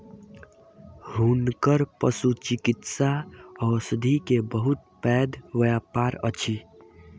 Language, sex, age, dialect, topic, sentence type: Maithili, male, 18-24, Southern/Standard, agriculture, statement